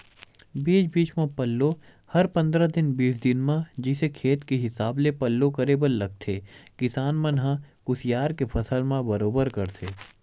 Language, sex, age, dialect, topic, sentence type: Chhattisgarhi, male, 18-24, Western/Budati/Khatahi, banking, statement